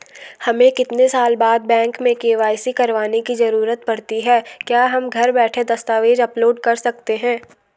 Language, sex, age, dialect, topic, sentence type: Hindi, female, 18-24, Garhwali, banking, question